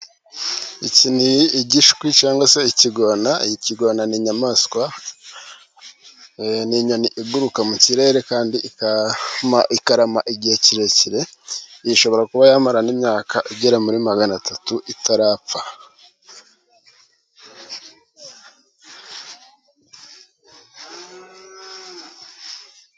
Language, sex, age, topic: Kinyarwanda, male, 36-49, agriculture